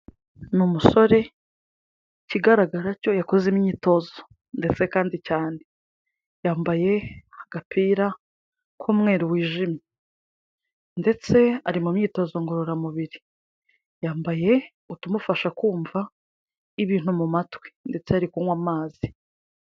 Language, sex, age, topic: Kinyarwanda, female, 25-35, health